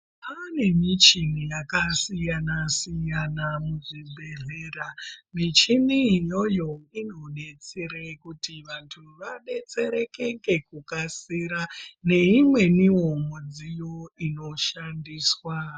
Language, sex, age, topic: Ndau, female, 25-35, health